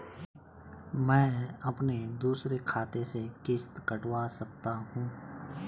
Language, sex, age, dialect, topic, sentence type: Hindi, male, 25-30, Garhwali, banking, question